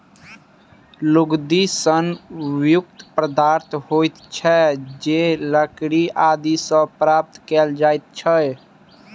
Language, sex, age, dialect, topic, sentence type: Maithili, male, 18-24, Southern/Standard, agriculture, statement